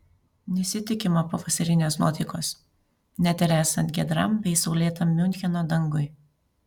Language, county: Lithuanian, Panevėžys